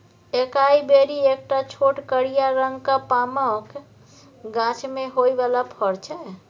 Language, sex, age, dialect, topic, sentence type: Maithili, female, 18-24, Bajjika, agriculture, statement